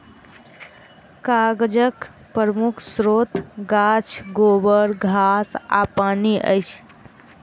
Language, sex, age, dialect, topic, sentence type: Maithili, female, 25-30, Southern/Standard, agriculture, statement